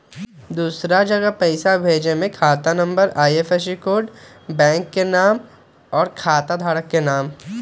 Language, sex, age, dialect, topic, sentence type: Magahi, male, 18-24, Western, banking, question